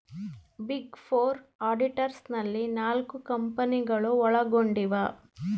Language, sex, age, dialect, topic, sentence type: Kannada, female, 36-40, Central, banking, statement